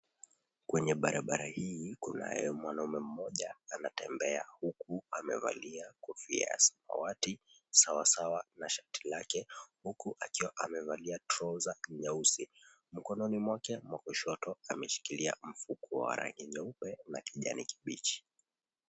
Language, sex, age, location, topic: Swahili, male, 25-35, Mombasa, agriculture